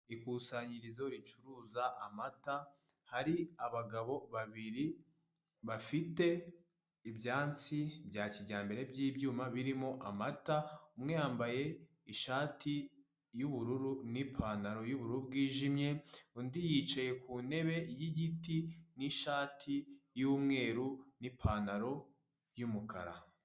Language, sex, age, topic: Kinyarwanda, male, 18-24, finance